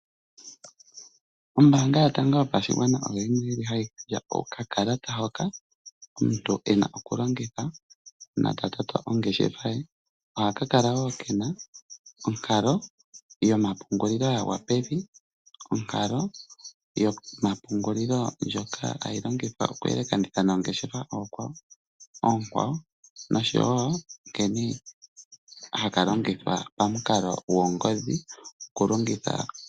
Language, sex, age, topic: Oshiwambo, male, 25-35, finance